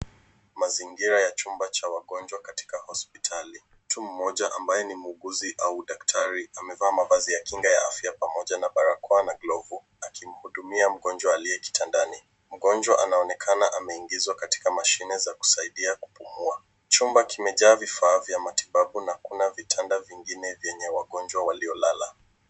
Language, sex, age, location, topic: Swahili, female, 25-35, Nairobi, health